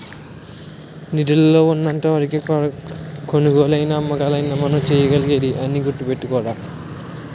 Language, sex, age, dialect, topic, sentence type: Telugu, male, 18-24, Utterandhra, banking, statement